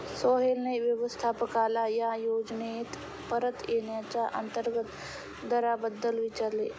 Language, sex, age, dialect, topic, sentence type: Marathi, female, 25-30, Standard Marathi, banking, statement